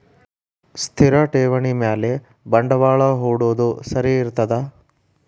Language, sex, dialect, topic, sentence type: Kannada, male, Dharwad Kannada, banking, question